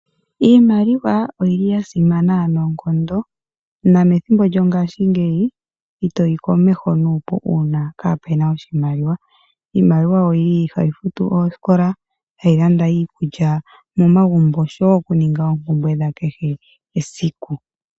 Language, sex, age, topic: Oshiwambo, female, 18-24, finance